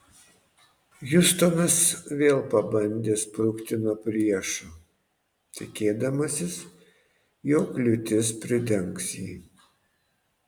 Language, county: Lithuanian, Panevėžys